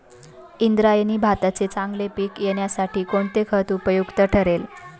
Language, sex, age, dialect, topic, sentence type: Marathi, female, 25-30, Standard Marathi, agriculture, question